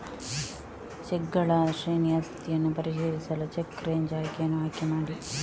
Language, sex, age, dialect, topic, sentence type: Kannada, female, 18-24, Coastal/Dakshin, banking, statement